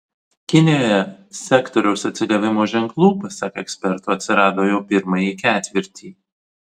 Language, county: Lithuanian, Vilnius